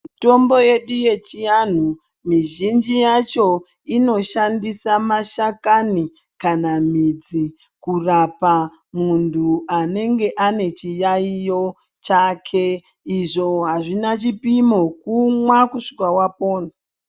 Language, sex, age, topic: Ndau, male, 25-35, health